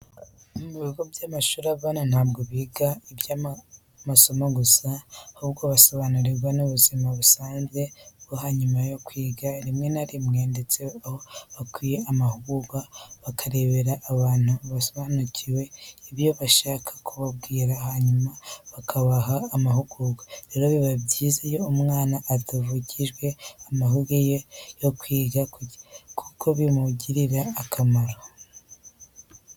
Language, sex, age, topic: Kinyarwanda, female, 36-49, education